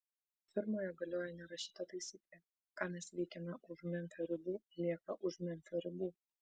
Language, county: Lithuanian, Vilnius